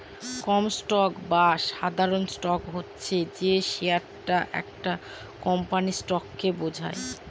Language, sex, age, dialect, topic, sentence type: Bengali, female, 25-30, Northern/Varendri, banking, statement